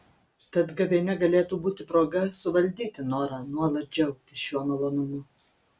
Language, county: Lithuanian, Kaunas